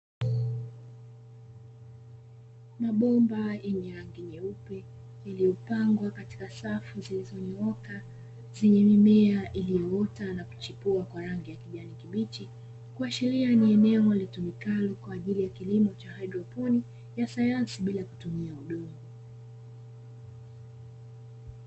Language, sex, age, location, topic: Swahili, female, 25-35, Dar es Salaam, agriculture